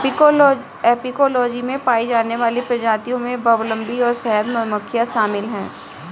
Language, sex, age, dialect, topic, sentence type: Hindi, female, 31-35, Kanauji Braj Bhasha, agriculture, statement